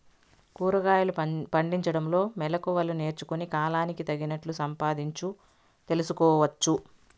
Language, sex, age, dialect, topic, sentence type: Telugu, female, 51-55, Southern, agriculture, question